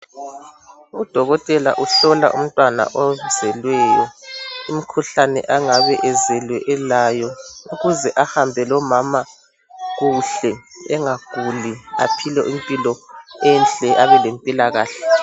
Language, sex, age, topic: North Ndebele, male, 36-49, health